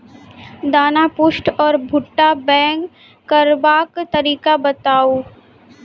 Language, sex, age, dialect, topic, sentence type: Maithili, female, 18-24, Angika, agriculture, question